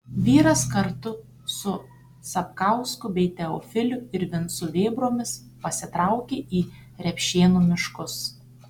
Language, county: Lithuanian, Tauragė